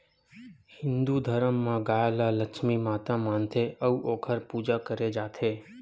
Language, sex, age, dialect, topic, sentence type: Chhattisgarhi, male, 25-30, Western/Budati/Khatahi, agriculture, statement